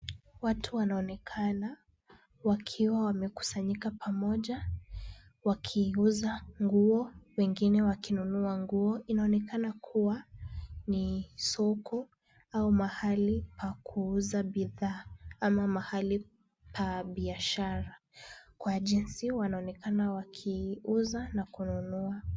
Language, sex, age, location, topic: Swahili, female, 18-24, Kisumu, finance